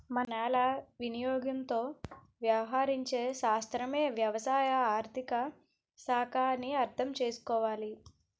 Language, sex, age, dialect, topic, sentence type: Telugu, female, 18-24, Utterandhra, banking, statement